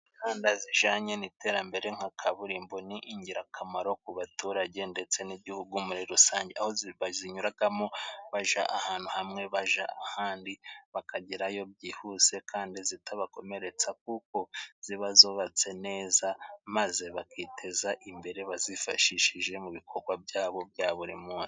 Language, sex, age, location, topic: Kinyarwanda, male, 25-35, Musanze, government